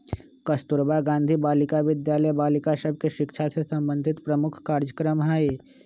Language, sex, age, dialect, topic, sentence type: Magahi, male, 25-30, Western, banking, statement